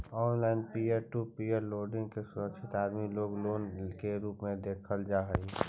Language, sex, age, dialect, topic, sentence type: Magahi, male, 46-50, Central/Standard, banking, statement